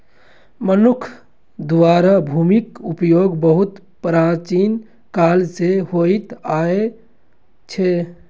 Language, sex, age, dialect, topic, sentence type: Maithili, male, 56-60, Eastern / Thethi, agriculture, statement